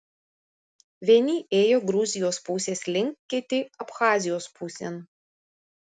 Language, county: Lithuanian, Vilnius